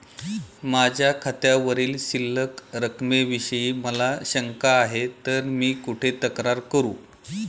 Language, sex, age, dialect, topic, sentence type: Marathi, male, 41-45, Standard Marathi, banking, question